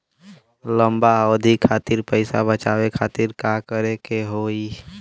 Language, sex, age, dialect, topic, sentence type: Bhojpuri, male, <18, Western, banking, question